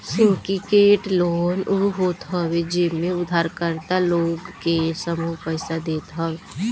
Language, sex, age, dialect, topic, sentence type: Bhojpuri, female, 25-30, Northern, banking, statement